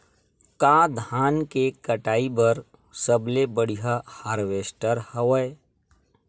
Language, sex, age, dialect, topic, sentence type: Chhattisgarhi, male, 36-40, Western/Budati/Khatahi, agriculture, question